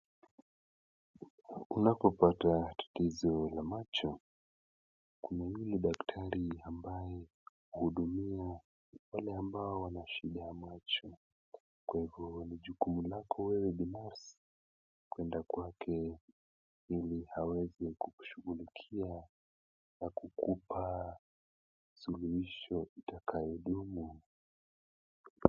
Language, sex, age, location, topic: Swahili, male, 18-24, Kisumu, health